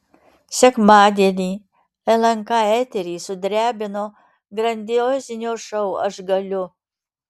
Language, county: Lithuanian, Alytus